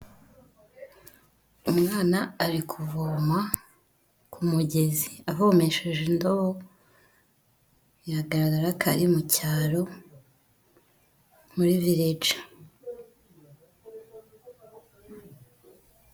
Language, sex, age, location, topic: Kinyarwanda, female, 25-35, Huye, health